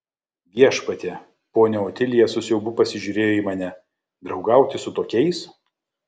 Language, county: Lithuanian, Kaunas